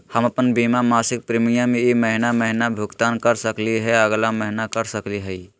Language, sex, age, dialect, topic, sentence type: Magahi, male, 25-30, Southern, banking, question